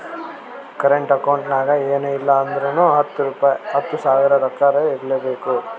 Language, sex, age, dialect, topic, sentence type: Kannada, male, 60-100, Northeastern, banking, statement